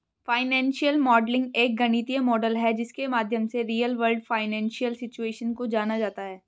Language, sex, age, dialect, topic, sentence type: Hindi, female, 31-35, Hindustani Malvi Khadi Boli, banking, statement